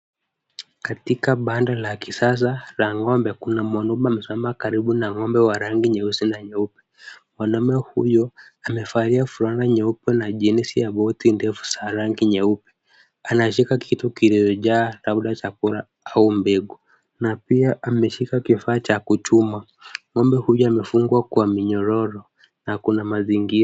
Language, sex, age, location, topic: Swahili, male, 18-24, Kisumu, agriculture